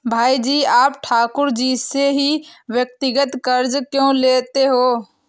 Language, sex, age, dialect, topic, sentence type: Hindi, female, 18-24, Awadhi Bundeli, banking, statement